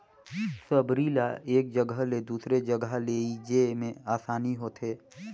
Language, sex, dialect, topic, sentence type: Chhattisgarhi, male, Northern/Bhandar, agriculture, statement